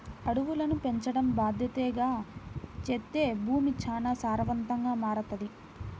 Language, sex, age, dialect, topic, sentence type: Telugu, female, 18-24, Central/Coastal, agriculture, statement